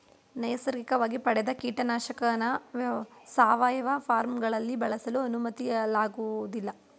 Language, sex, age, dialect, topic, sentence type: Kannada, female, 18-24, Mysore Kannada, agriculture, statement